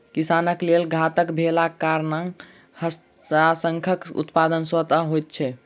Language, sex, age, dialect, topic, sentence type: Maithili, male, 36-40, Southern/Standard, agriculture, statement